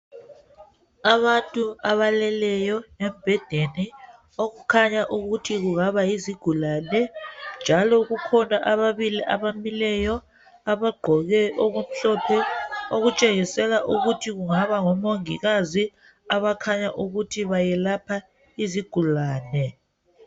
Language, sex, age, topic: North Ndebele, female, 25-35, health